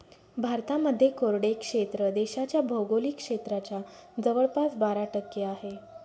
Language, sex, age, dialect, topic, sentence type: Marathi, female, 18-24, Northern Konkan, agriculture, statement